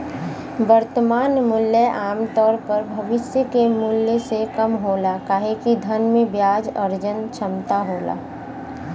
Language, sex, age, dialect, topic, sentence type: Bhojpuri, female, 25-30, Western, banking, statement